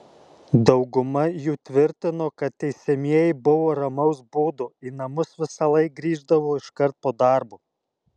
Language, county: Lithuanian, Alytus